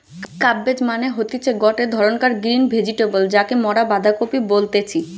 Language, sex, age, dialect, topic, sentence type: Bengali, female, 25-30, Western, agriculture, statement